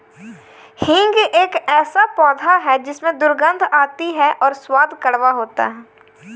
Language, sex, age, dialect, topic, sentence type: Hindi, female, 18-24, Kanauji Braj Bhasha, agriculture, statement